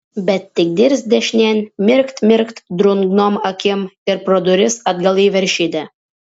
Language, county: Lithuanian, Vilnius